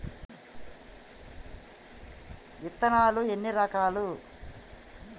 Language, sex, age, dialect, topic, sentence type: Telugu, female, 31-35, Telangana, agriculture, question